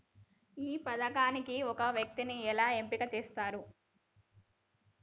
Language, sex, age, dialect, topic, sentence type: Telugu, female, 18-24, Telangana, banking, question